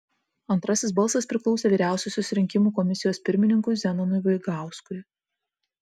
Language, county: Lithuanian, Vilnius